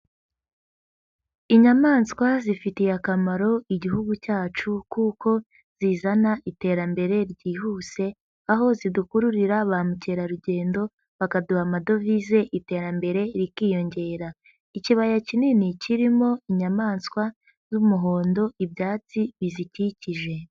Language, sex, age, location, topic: Kinyarwanda, female, 18-24, Huye, agriculture